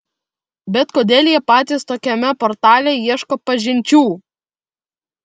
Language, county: Lithuanian, Vilnius